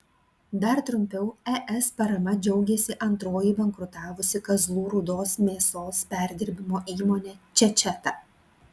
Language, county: Lithuanian, Klaipėda